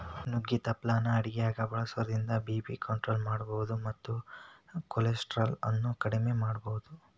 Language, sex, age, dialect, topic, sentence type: Kannada, male, 18-24, Dharwad Kannada, agriculture, statement